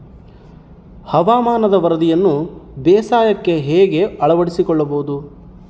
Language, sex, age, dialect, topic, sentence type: Kannada, male, 31-35, Central, agriculture, question